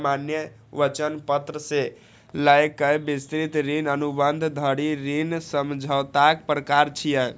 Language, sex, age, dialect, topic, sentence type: Maithili, male, 31-35, Eastern / Thethi, banking, statement